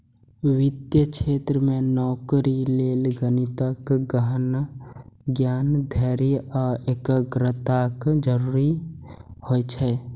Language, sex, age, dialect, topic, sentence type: Maithili, male, 18-24, Eastern / Thethi, banking, statement